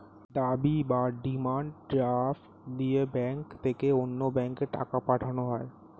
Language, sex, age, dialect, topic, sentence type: Bengali, male, 18-24, Standard Colloquial, banking, statement